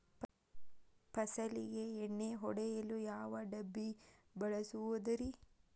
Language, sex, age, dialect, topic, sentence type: Kannada, female, 31-35, Dharwad Kannada, agriculture, question